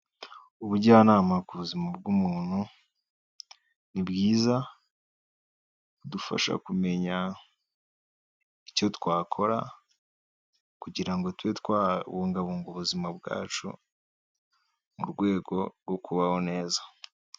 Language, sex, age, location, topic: Kinyarwanda, male, 18-24, Kigali, health